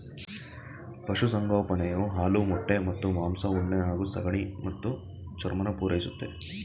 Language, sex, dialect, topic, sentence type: Kannada, male, Mysore Kannada, agriculture, statement